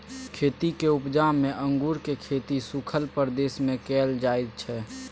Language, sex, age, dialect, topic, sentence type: Maithili, male, 18-24, Bajjika, agriculture, statement